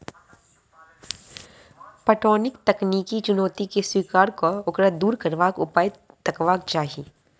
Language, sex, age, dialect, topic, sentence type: Maithili, female, 25-30, Southern/Standard, agriculture, statement